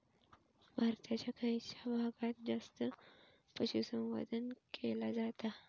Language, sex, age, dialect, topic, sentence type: Marathi, female, 25-30, Southern Konkan, agriculture, question